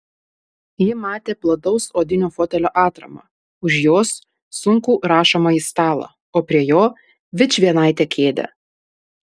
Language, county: Lithuanian, Panevėžys